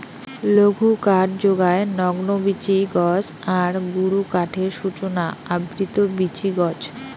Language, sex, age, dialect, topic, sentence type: Bengali, female, 18-24, Rajbangshi, agriculture, statement